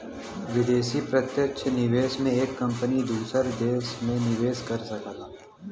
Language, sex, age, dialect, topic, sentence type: Bhojpuri, male, 18-24, Western, banking, statement